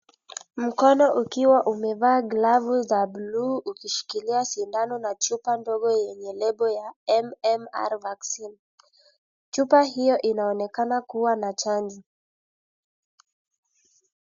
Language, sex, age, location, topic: Swahili, male, 25-35, Kisii, health